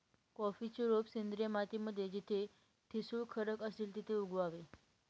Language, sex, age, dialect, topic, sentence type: Marathi, female, 18-24, Northern Konkan, agriculture, statement